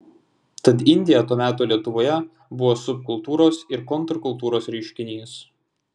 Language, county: Lithuanian, Vilnius